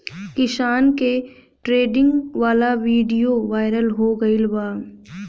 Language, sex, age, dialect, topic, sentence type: Bhojpuri, female, 18-24, Southern / Standard, agriculture, question